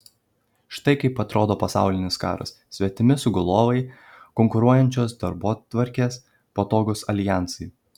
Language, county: Lithuanian, Kaunas